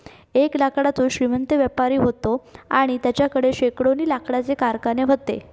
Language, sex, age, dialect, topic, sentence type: Marathi, female, 18-24, Southern Konkan, agriculture, statement